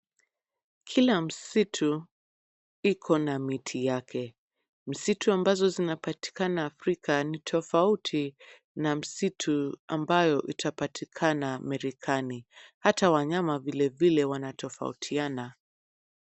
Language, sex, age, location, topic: Swahili, female, 25-35, Nairobi, health